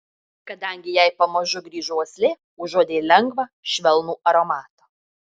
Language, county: Lithuanian, Marijampolė